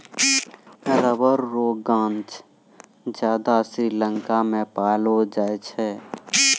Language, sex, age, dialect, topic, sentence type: Maithili, male, 18-24, Angika, agriculture, statement